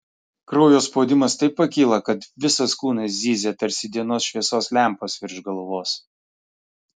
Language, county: Lithuanian, Klaipėda